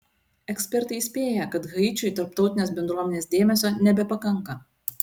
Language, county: Lithuanian, Utena